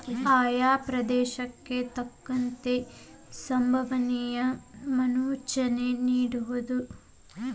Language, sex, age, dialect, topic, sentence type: Kannada, male, 18-24, Dharwad Kannada, agriculture, statement